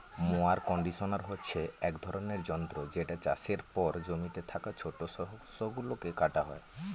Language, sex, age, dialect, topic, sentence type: Bengali, male, 18-24, Northern/Varendri, agriculture, statement